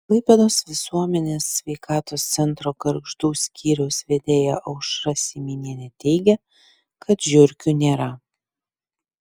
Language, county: Lithuanian, Klaipėda